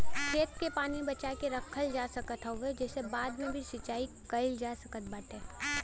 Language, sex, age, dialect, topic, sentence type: Bhojpuri, female, 18-24, Western, agriculture, statement